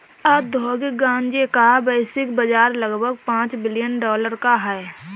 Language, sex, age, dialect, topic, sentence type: Hindi, female, 31-35, Marwari Dhudhari, agriculture, statement